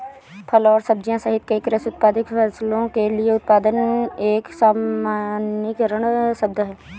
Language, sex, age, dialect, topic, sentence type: Hindi, female, 18-24, Awadhi Bundeli, agriculture, statement